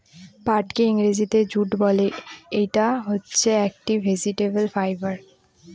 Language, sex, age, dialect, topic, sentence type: Bengali, female, <18, Northern/Varendri, agriculture, statement